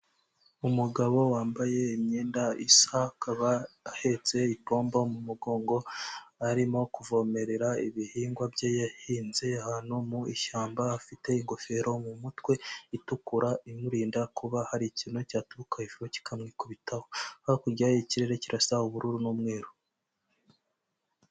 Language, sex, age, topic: Kinyarwanda, male, 18-24, agriculture